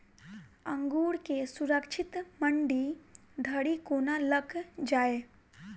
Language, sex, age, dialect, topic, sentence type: Maithili, female, 18-24, Southern/Standard, agriculture, question